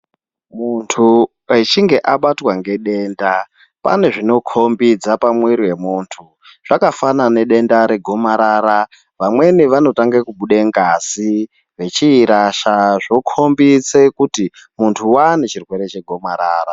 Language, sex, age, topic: Ndau, male, 25-35, health